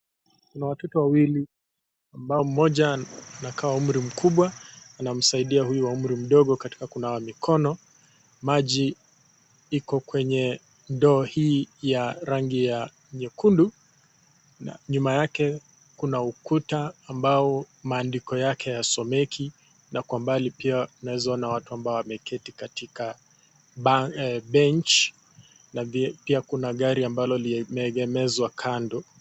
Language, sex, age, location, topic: Swahili, male, 25-35, Kisii, health